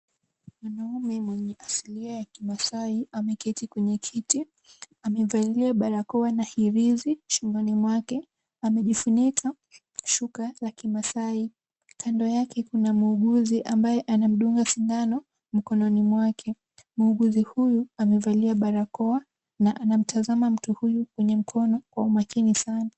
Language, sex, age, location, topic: Swahili, female, 18-24, Kisumu, health